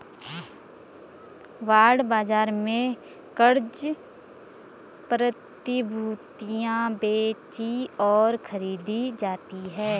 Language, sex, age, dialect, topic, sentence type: Hindi, female, 25-30, Garhwali, banking, statement